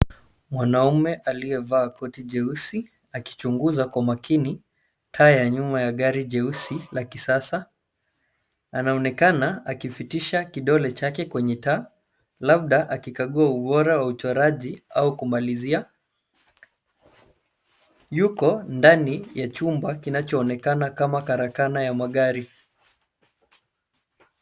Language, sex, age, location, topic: Swahili, male, 25-35, Nairobi, finance